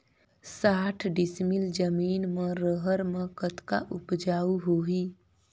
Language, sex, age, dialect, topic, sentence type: Chhattisgarhi, female, 31-35, Northern/Bhandar, agriculture, question